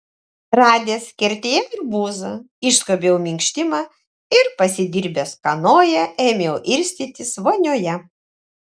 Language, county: Lithuanian, Šiauliai